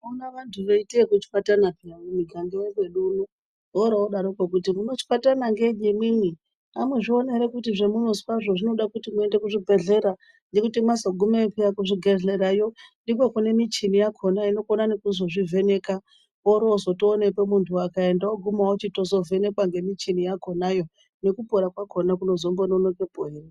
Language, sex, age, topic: Ndau, male, 36-49, health